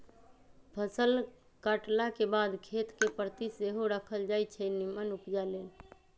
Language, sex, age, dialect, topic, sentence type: Magahi, female, 31-35, Western, agriculture, statement